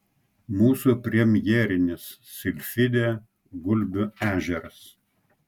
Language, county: Lithuanian, Klaipėda